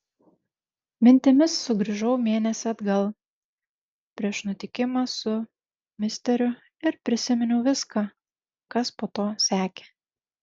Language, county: Lithuanian, Šiauliai